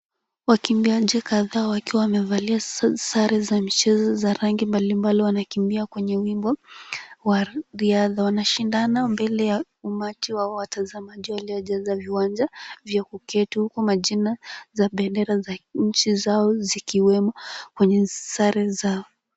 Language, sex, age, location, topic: Swahili, female, 18-24, Kisumu, government